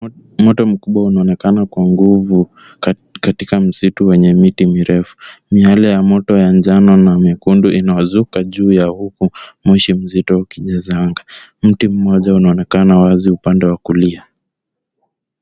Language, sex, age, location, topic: Swahili, male, 18-24, Kisumu, health